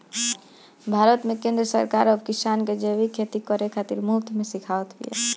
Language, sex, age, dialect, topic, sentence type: Bhojpuri, female, 31-35, Northern, agriculture, statement